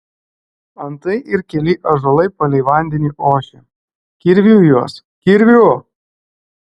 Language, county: Lithuanian, Klaipėda